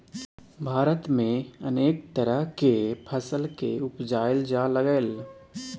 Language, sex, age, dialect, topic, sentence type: Maithili, male, 18-24, Bajjika, agriculture, statement